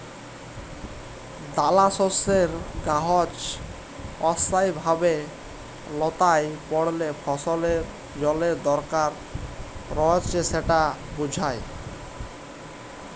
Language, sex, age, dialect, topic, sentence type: Bengali, male, 18-24, Jharkhandi, agriculture, statement